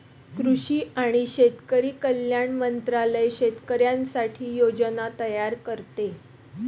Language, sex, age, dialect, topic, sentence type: Marathi, female, 31-35, Standard Marathi, agriculture, statement